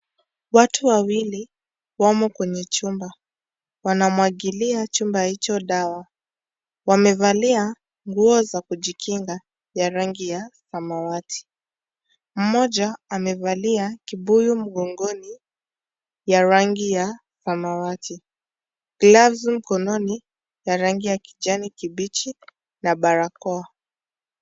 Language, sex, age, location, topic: Swahili, female, 18-24, Kisii, health